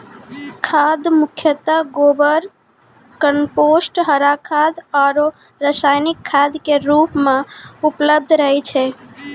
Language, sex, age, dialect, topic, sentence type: Maithili, female, 18-24, Angika, agriculture, statement